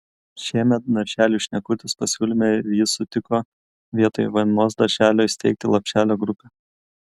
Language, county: Lithuanian, Kaunas